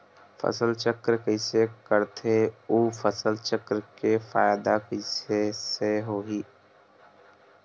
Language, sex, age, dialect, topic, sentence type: Chhattisgarhi, male, 18-24, Western/Budati/Khatahi, agriculture, question